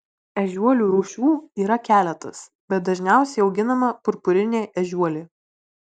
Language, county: Lithuanian, Vilnius